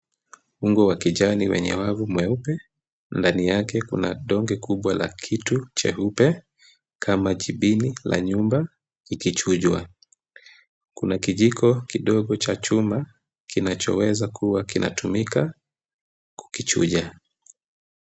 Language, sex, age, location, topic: Swahili, male, 25-35, Kisumu, agriculture